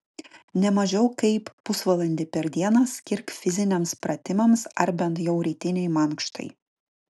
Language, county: Lithuanian, Utena